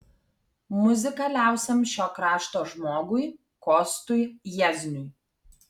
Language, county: Lithuanian, Kaunas